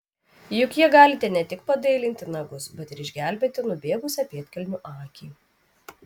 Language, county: Lithuanian, Vilnius